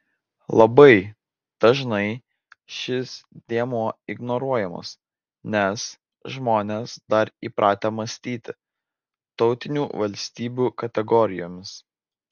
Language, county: Lithuanian, Vilnius